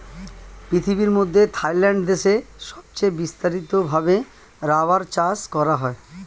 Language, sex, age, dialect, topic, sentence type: Bengali, male, 36-40, Standard Colloquial, agriculture, statement